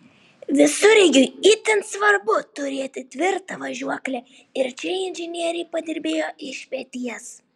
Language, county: Lithuanian, Šiauliai